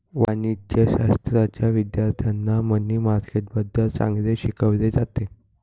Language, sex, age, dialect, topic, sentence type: Marathi, male, 18-24, Northern Konkan, banking, statement